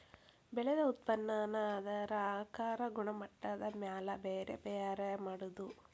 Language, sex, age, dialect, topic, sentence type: Kannada, female, 41-45, Dharwad Kannada, agriculture, statement